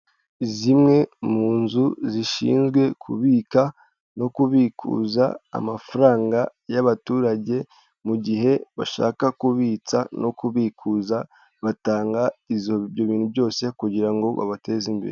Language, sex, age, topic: Kinyarwanda, male, 18-24, finance